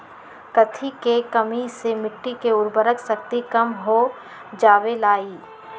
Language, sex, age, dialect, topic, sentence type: Magahi, female, 25-30, Western, agriculture, question